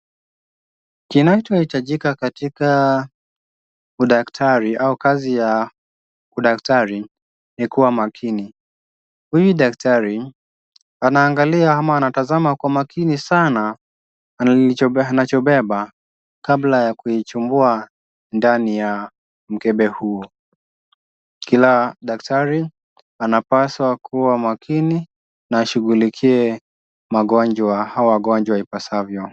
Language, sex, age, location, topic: Swahili, male, 25-35, Kisumu, health